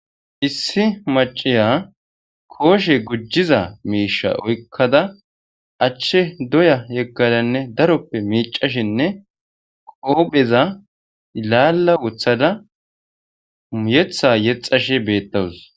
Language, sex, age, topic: Gamo, male, 18-24, government